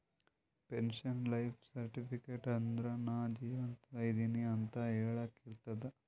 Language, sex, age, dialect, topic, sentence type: Kannada, male, 18-24, Northeastern, banking, statement